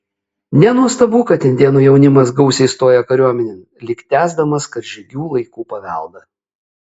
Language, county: Lithuanian, Kaunas